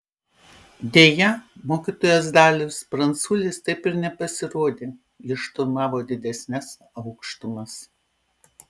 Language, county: Lithuanian, Panevėžys